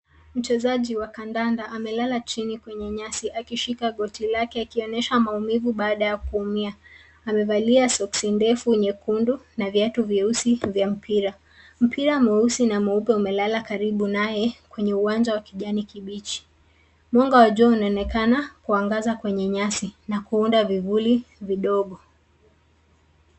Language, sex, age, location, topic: Swahili, female, 25-35, Nairobi, health